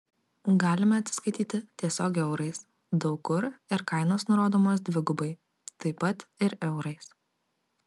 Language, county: Lithuanian, Kaunas